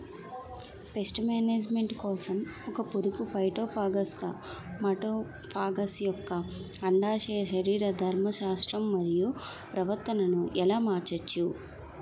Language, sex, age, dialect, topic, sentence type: Telugu, female, 18-24, Utterandhra, agriculture, question